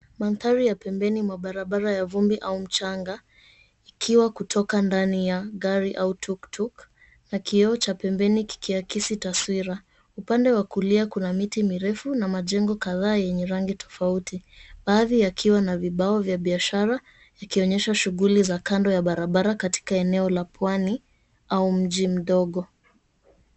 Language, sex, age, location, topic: Swahili, female, 25-35, Mombasa, government